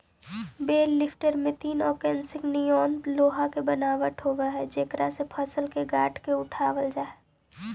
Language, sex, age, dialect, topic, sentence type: Magahi, female, 18-24, Central/Standard, banking, statement